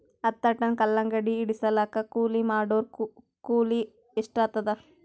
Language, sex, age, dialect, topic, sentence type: Kannada, female, 18-24, Northeastern, agriculture, question